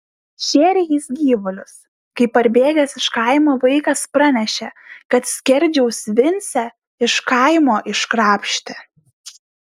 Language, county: Lithuanian, Šiauliai